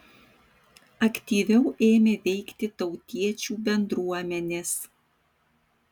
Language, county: Lithuanian, Vilnius